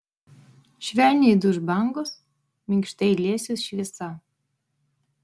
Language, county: Lithuanian, Vilnius